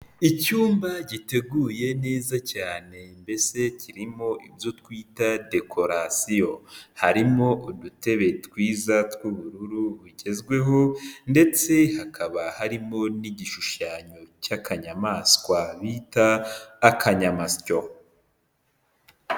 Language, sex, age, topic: Kinyarwanda, male, 18-24, health